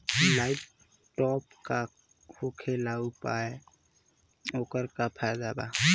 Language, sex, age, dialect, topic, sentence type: Bhojpuri, male, 18-24, Southern / Standard, agriculture, question